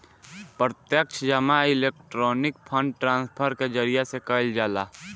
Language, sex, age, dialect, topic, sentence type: Bhojpuri, male, <18, Northern, banking, statement